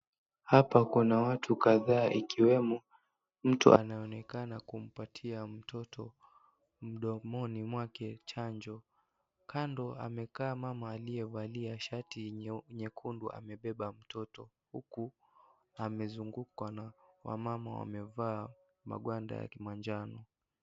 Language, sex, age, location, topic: Swahili, male, 18-24, Kisii, health